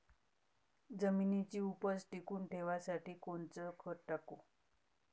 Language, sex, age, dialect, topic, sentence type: Marathi, female, 31-35, Varhadi, agriculture, question